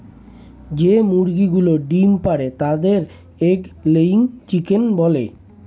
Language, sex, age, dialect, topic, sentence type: Bengali, male, 25-30, Standard Colloquial, agriculture, statement